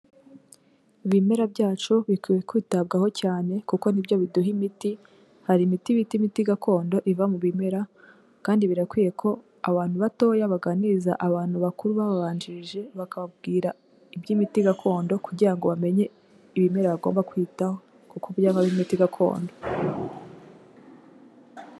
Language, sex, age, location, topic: Kinyarwanda, female, 18-24, Kigali, health